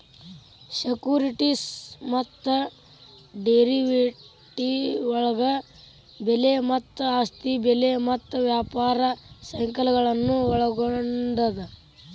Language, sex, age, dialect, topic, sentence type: Kannada, male, 18-24, Dharwad Kannada, banking, statement